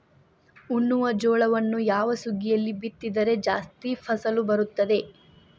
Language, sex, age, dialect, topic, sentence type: Kannada, female, 18-24, Dharwad Kannada, agriculture, question